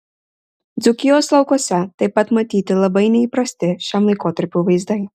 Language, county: Lithuanian, Marijampolė